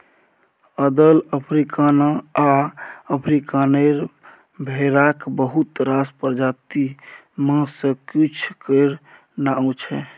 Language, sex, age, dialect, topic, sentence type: Maithili, male, 18-24, Bajjika, agriculture, statement